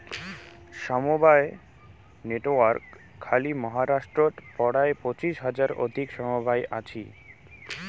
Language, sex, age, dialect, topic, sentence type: Bengali, male, 18-24, Rajbangshi, agriculture, statement